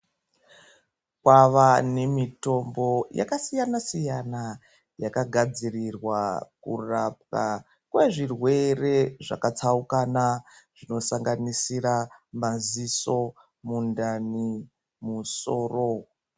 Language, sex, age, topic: Ndau, female, 25-35, health